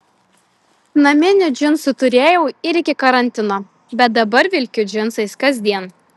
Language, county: Lithuanian, Telšiai